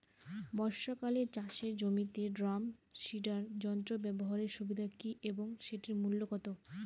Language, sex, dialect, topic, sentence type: Bengali, female, Rajbangshi, agriculture, question